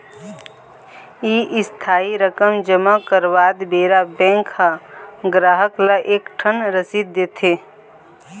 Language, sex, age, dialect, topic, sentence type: Chhattisgarhi, female, 25-30, Eastern, banking, statement